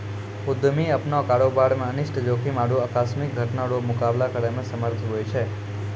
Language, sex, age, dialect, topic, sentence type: Maithili, male, 25-30, Angika, banking, statement